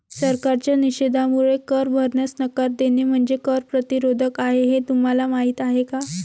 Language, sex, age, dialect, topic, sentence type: Marathi, female, 18-24, Varhadi, banking, statement